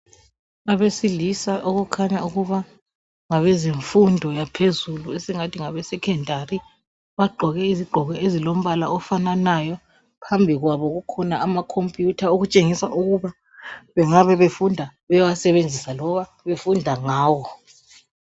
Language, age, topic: North Ndebele, 36-49, education